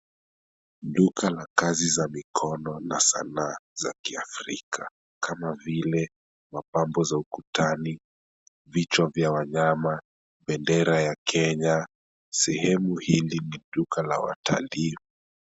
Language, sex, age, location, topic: Swahili, male, 25-35, Kisumu, finance